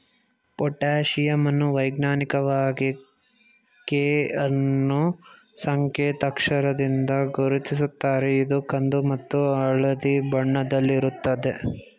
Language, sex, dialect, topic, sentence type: Kannada, male, Mysore Kannada, agriculture, statement